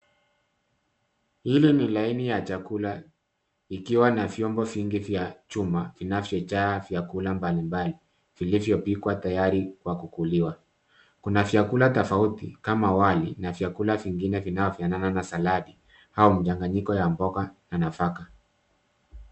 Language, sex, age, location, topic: Swahili, male, 50+, Nairobi, finance